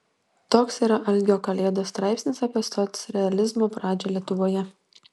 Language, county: Lithuanian, Šiauliai